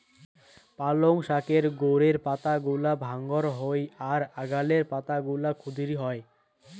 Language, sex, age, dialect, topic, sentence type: Bengali, male, 18-24, Rajbangshi, agriculture, statement